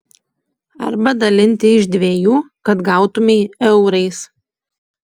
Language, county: Lithuanian, Šiauliai